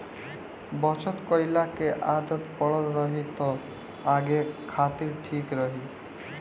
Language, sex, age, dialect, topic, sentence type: Bhojpuri, male, 18-24, Northern, banking, statement